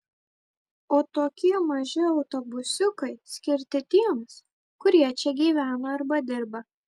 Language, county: Lithuanian, Marijampolė